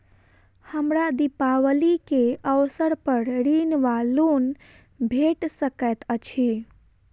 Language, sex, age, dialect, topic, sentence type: Maithili, female, 18-24, Southern/Standard, banking, question